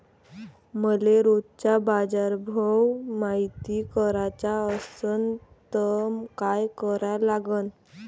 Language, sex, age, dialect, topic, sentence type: Marathi, female, 18-24, Varhadi, agriculture, question